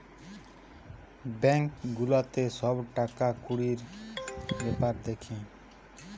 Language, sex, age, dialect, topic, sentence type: Bengali, male, 60-100, Western, banking, statement